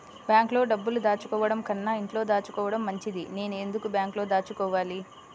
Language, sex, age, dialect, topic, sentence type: Telugu, female, 25-30, Central/Coastal, banking, question